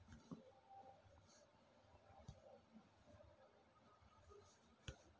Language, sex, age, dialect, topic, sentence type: Kannada, female, 41-45, Central, agriculture, question